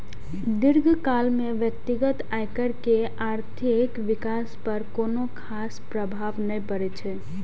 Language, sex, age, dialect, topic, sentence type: Maithili, female, 18-24, Eastern / Thethi, banking, statement